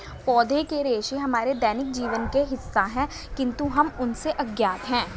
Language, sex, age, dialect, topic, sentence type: Hindi, female, 18-24, Hindustani Malvi Khadi Boli, agriculture, statement